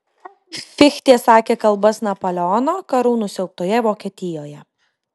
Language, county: Lithuanian, Kaunas